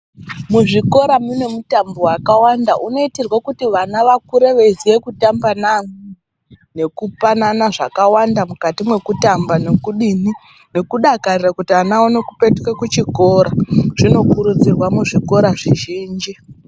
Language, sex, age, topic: Ndau, female, 36-49, education